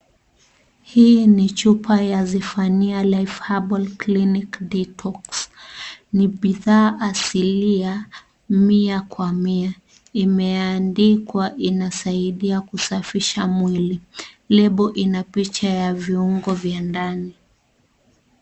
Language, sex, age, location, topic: Swahili, female, 25-35, Kisii, health